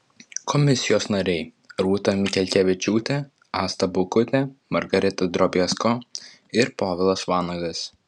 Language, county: Lithuanian, Vilnius